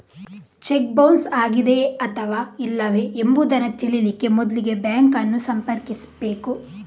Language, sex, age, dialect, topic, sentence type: Kannada, female, 51-55, Coastal/Dakshin, banking, statement